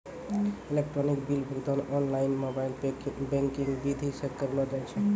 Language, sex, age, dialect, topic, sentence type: Maithili, male, 18-24, Angika, banking, statement